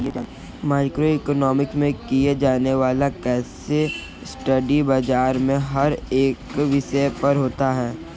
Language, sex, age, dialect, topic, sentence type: Hindi, male, 25-30, Kanauji Braj Bhasha, banking, statement